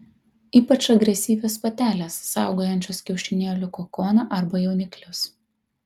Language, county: Lithuanian, Kaunas